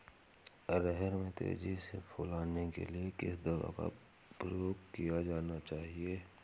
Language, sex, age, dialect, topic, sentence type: Hindi, male, 18-24, Awadhi Bundeli, agriculture, question